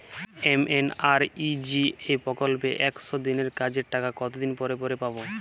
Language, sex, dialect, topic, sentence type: Bengali, male, Jharkhandi, banking, question